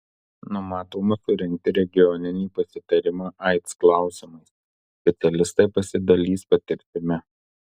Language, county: Lithuanian, Marijampolė